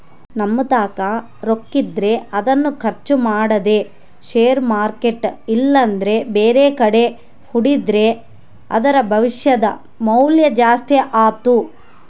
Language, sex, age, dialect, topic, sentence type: Kannada, female, 31-35, Central, banking, statement